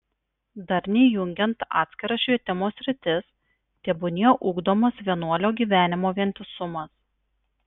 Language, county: Lithuanian, Marijampolė